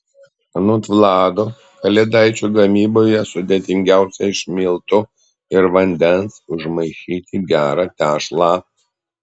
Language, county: Lithuanian, Panevėžys